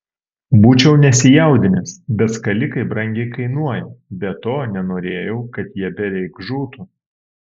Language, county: Lithuanian, Alytus